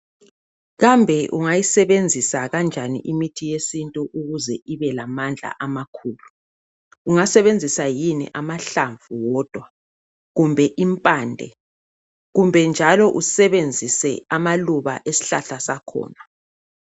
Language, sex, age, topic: North Ndebele, male, 36-49, health